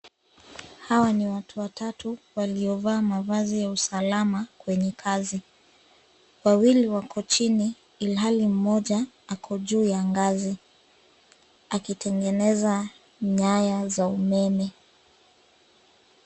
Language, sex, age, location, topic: Swahili, female, 25-35, Nairobi, government